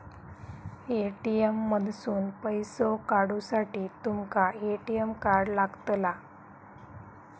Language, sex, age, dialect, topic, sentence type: Marathi, female, 31-35, Southern Konkan, banking, statement